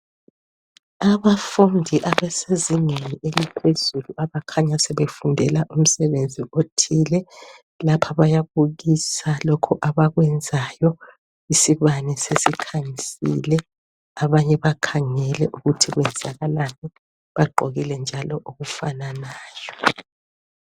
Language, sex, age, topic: North Ndebele, female, 50+, education